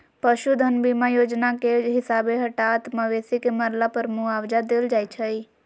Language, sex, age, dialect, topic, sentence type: Magahi, female, 56-60, Western, agriculture, statement